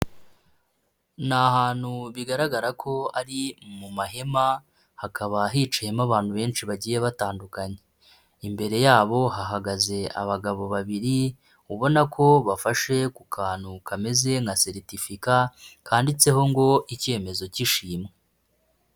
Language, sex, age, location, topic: Kinyarwanda, female, 25-35, Nyagatare, finance